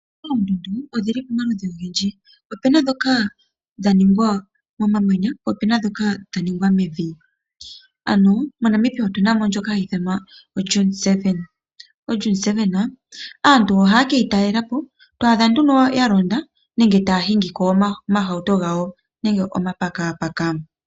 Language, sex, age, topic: Oshiwambo, female, 25-35, agriculture